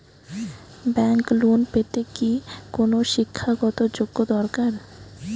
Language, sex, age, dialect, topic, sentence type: Bengali, female, 18-24, Rajbangshi, banking, question